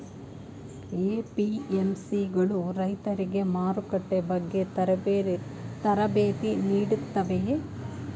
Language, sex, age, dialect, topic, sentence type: Kannada, female, 46-50, Mysore Kannada, agriculture, question